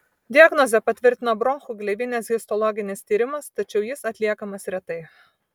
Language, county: Lithuanian, Vilnius